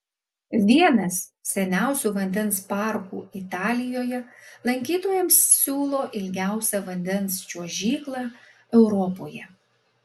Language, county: Lithuanian, Alytus